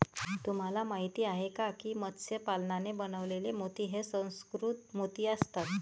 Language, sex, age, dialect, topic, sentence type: Marathi, female, 36-40, Varhadi, agriculture, statement